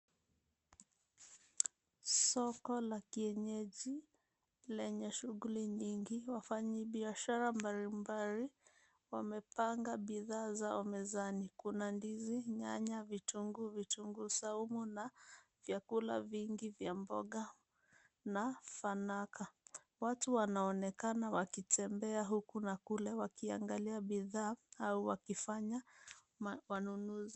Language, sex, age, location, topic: Swahili, female, 25-35, Nairobi, finance